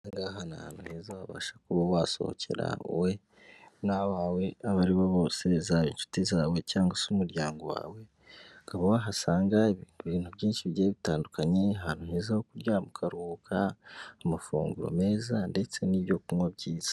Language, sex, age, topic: Kinyarwanda, male, 25-35, finance